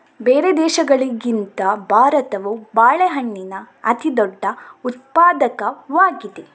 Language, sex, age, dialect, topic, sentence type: Kannada, female, 18-24, Coastal/Dakshin, agriculture, statement